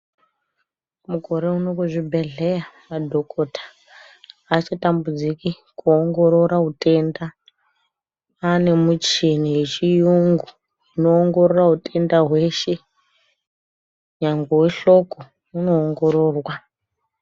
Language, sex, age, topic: Ndau, female, 25-35, health